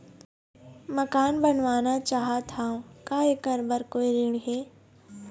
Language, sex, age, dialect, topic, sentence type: Chhattisgarhi, female, 60-100, Eastern, banking, question